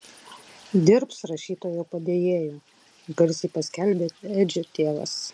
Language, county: Lithuanian, Klaipėda